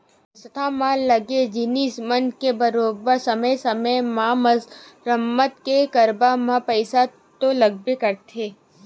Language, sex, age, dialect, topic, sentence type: Chhattisgarhi, female, 18-24, Western/Budati/Khatahi, banking, statement